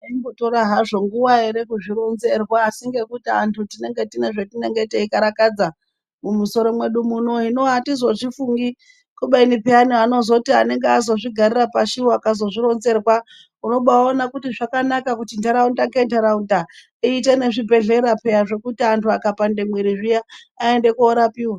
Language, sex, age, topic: Ndau, male, 36-49, health